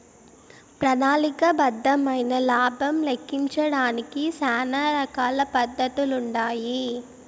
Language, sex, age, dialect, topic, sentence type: Telugu, female, 18-24, Southern, banking, statement